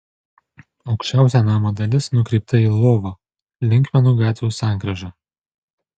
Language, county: Lithuanian, Panevėžys